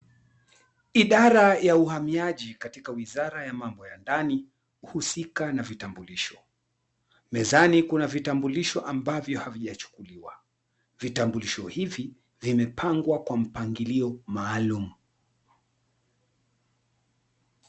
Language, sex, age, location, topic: Swahili, male, 36-49, Mombasa, government